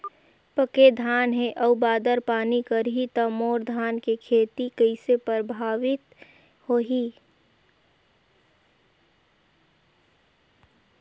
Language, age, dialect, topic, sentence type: Chhattisgarhi, 18-24, Northern/Bhandar, agriculture, question